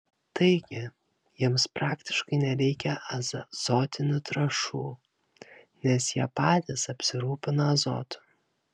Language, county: Lithuanian, Kaunas